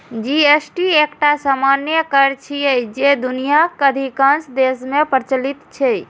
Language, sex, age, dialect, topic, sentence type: Maithili, female, 25-30, Eastern / Thethi, banking, statement